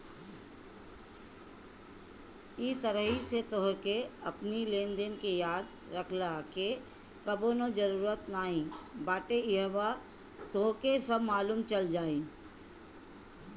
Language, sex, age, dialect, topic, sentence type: Bhojpuri, female, 51-55, Northern, banking, statement